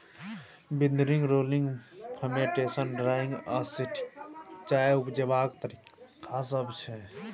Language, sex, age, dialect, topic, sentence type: Maithili, male, 18-24, Bajjika, agriculture, statement